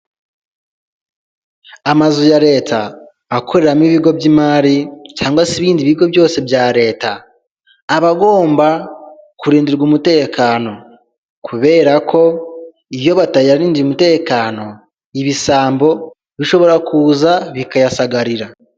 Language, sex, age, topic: Kinyarwanda, male, 18-24, government